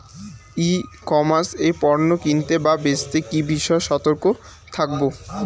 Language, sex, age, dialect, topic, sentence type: Bengali, male, 18-24, Rajbangshi, agriculture, question